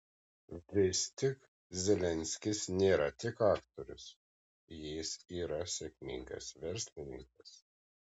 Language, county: Lithuanian, Kaunas